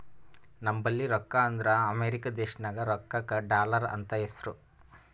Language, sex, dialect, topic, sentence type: Kannada, male, Northeastern, banking, statement